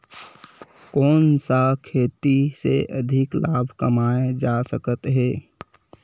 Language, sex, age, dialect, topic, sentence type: Chhattisgarhi, male, 18-24, Western/Budati/Khatahi, agriculture, question